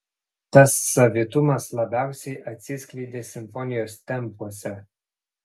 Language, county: Lithuanian, Panevėžys